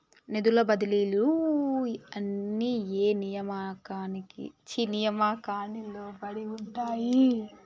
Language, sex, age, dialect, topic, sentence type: Telugu, male, 18-24, Telangana, banking, question